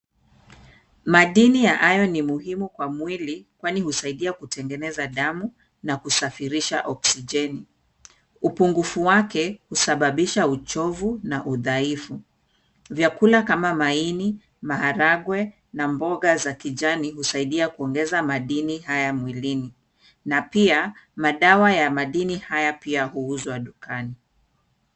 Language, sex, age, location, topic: Swahili, female, 36-49, Kisumu, health